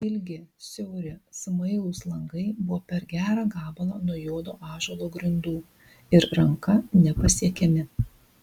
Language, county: Lithuanian, Vilnius